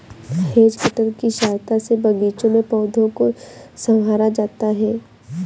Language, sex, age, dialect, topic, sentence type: Hindi, female, 18-24, Awadhi Bundeli, agriculture, statement